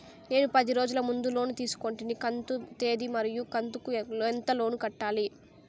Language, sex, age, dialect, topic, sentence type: Telugu, female, 18-24, Southern, banking, question